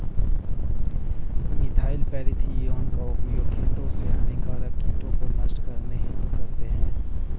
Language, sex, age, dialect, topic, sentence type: Hindi, male, 31-35, Hindustani Malvi Khadi Boli, agriculture, statement